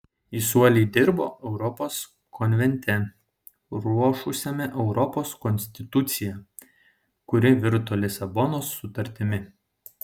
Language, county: Lithuanian, Šiauliai